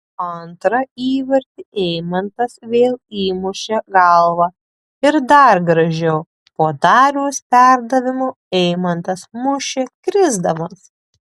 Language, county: Lithuanian, Tauragė